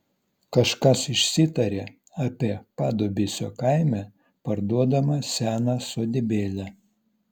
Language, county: Lithuanian, Vilnius